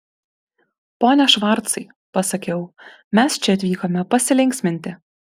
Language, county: Lithuanian, Kaunas